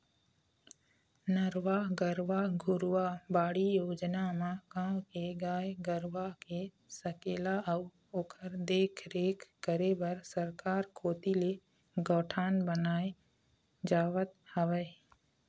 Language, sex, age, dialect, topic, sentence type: Chhattisgarhi, female, 25-30, Eastern, agriculture, statement